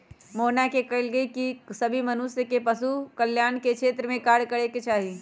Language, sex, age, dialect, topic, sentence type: Magahi, female, 25-30, Western, agriculture, statement